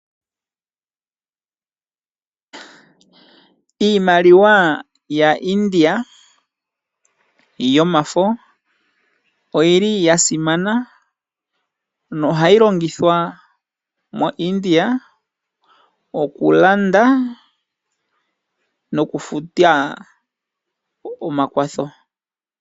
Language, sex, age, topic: Oshiwambo, male, 25-35, finance